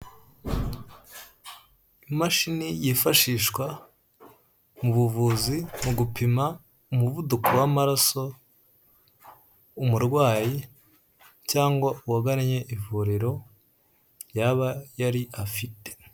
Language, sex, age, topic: Kinyarwanda, male, 18-24, health